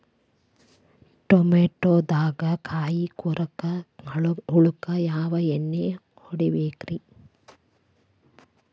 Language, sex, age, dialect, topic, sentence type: Kannada, female, 41-45, Dharwad Kannada, agriculture, question